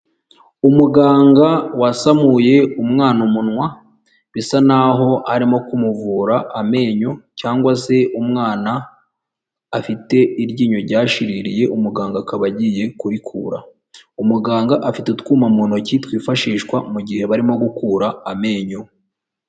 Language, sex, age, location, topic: Kinyarwanda, female, 18-24, Huye, health